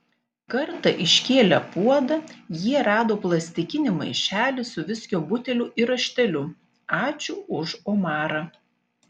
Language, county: Lithuanian, Panevėžys